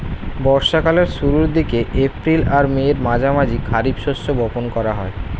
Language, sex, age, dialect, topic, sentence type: Bengali, male, 18-24, Standard Colloquial, agriculture, statement